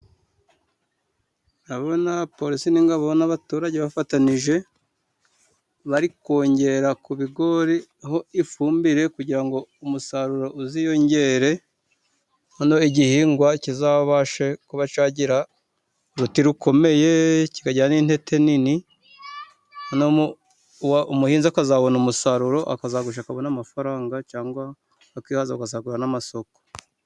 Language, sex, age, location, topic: Kinyarwanda, male, 36-49, Musanze, agriculture